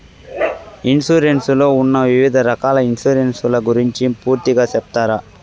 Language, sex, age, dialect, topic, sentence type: Telugu, male, 41-45, Southern, banking, question